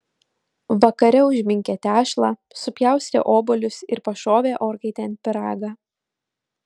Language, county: Lithuanian, Utena